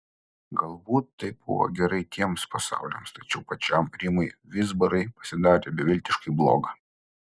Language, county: Lithuanian, Utena